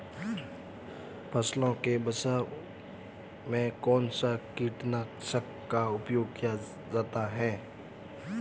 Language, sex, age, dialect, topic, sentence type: Hindi, male, 25-30, Marwari Dhudhari, agriculture, question